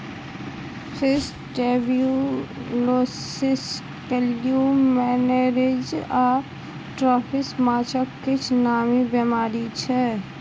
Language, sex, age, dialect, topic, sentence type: Maithili, female, 25-30, Bajjika, agriculture, statement